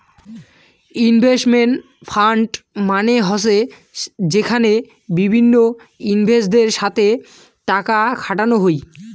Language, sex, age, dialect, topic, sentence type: Bengali, male, 18-24, Rajbangshi, banking, statement